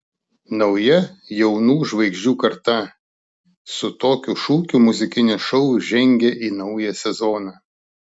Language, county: Lithuanian, Klaipėda